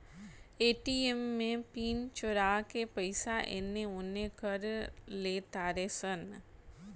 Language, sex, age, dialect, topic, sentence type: Bhojpuri, female, 41-45, Northern, banking, statement